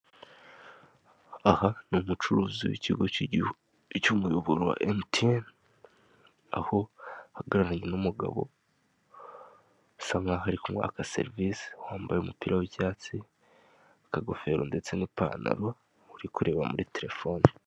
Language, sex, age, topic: Kinyarwanda, male, 18-24, finance